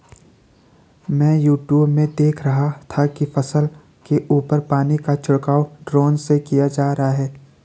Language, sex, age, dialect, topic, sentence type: Hindi, male, 18-24, Garhwali, agriculture, statement